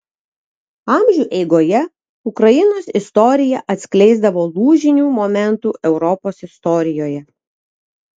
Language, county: Lithuanian, Vilnius